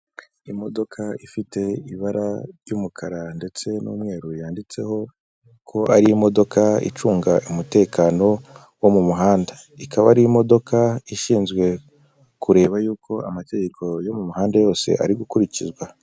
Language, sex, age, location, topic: Kinyarwanda, female, 25-35, Kigali, government